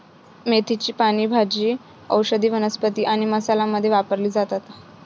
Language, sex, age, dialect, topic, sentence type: Marathi, female, 25-30, Varhadi, agriculture, statement